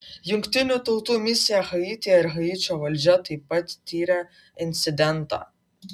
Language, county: Lithuanian, Vilnius